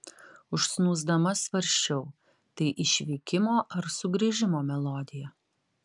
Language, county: Lithuanian, Utena